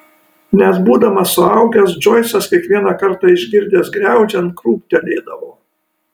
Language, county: Lithuanian, Kaunas